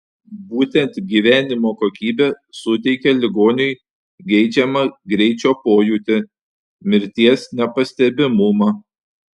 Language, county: Lithuanian, Panevėžys